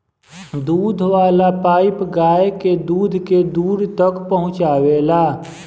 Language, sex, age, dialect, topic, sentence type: Bhojpuri, male, 25-30, Southern / Standard, agriculture, statement